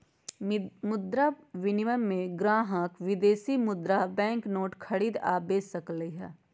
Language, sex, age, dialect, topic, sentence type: Magahi, female, 56-60, Western, banking, statement